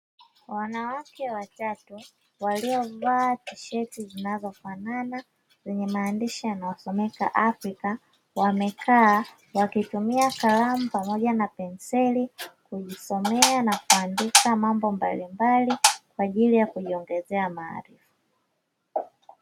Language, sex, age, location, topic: Swahili, female, 25-35, Dar es Salaam, education